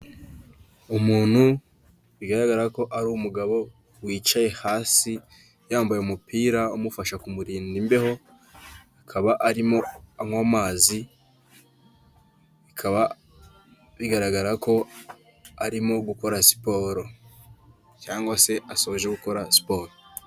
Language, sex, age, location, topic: Kinyarwanda, male, 18-24, Kigali, health